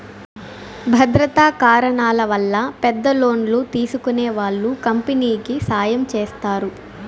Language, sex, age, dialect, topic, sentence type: Telugu, female, 18-24, Southern, banking, statement